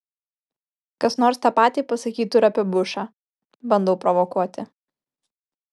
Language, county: Lithuanian, Kaunas